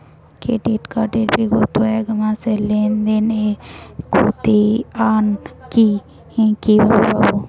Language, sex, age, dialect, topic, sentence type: Bengali, female, 18-24, Rajbangshi, banking, question